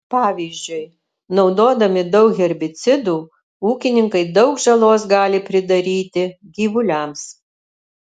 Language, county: Lithuanian, Alytus